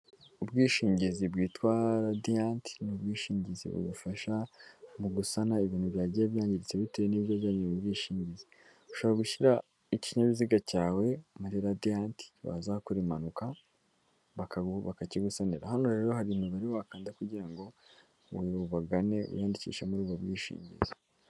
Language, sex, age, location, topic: Kinyarwanda, female, 18-24, Kigali, finance